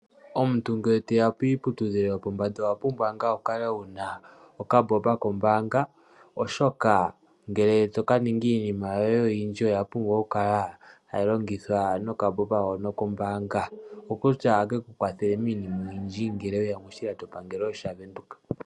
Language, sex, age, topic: Oshiwambo, male, 18-24, finance